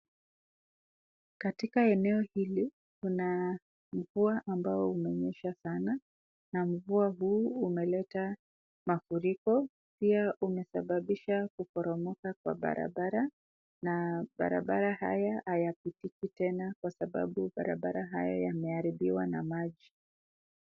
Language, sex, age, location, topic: Swahili, female, 25-35, Nakuru, health